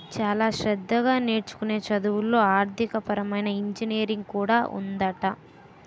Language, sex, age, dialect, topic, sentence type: Telugu, female, 18-24, Utterandhra, banking, statement